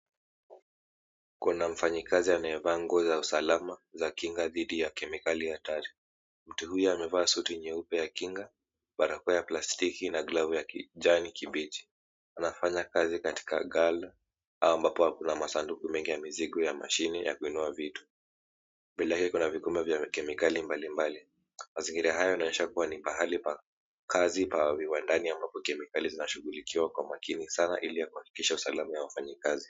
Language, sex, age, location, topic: Swahili, male, 18-24, Mombasa, health